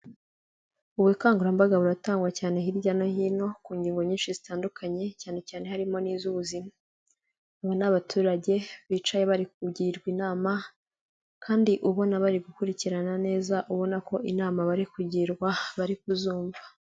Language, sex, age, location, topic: Kinyarwanda, female, 18-24, Kigali, health